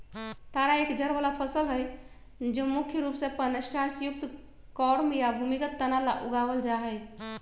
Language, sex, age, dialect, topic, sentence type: Magahi, female, 56-60, Western, agriculture, statement